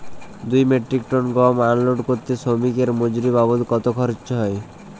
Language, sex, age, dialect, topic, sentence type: Bengali, male, 18-24, Jharkhandi, agriculture, question